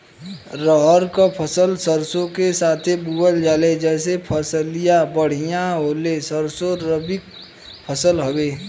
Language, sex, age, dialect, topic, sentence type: Bhojpuri, male, 25-30, Western, agriculture, question